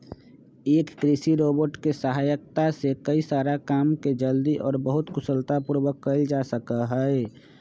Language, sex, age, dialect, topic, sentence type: Magahi, male, 25-30, Western, agriculture, statement